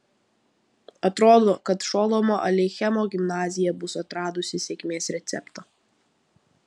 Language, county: Lithuanian, Vilnius